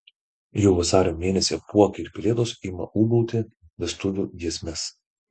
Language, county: Lithuanian, Vilnius